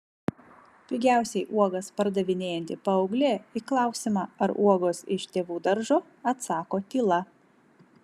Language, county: Lithuanian, Vilnius